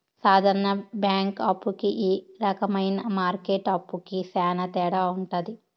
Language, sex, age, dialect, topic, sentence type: Telugu, female, 18-24, Southern, banking, statement